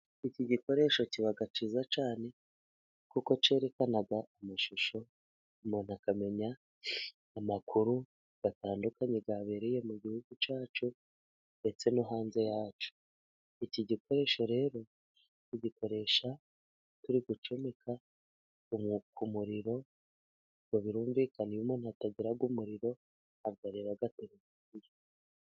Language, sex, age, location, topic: Kinyarwanda, female, 36-49, Musanze, government